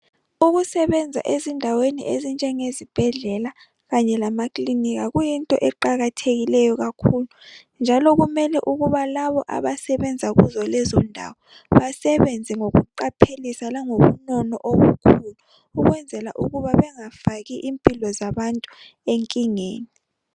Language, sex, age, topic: North Ndebele, female, 25-35, health